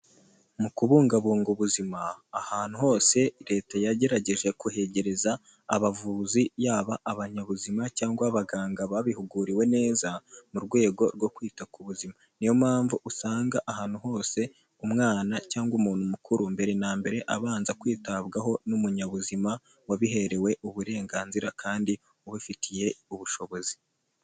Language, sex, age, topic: Kinyarwanda, male, 18-24, health